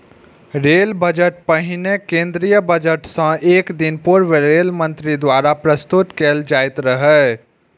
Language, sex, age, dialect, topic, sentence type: Maithili, male, 51-55, Eastern / Thethi, banking, statement